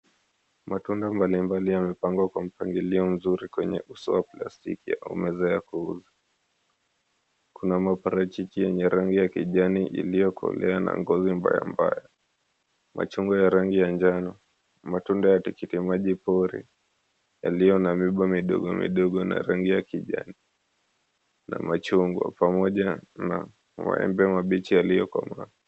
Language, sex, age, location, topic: Swahili, male, 25-35, Mombasa, finance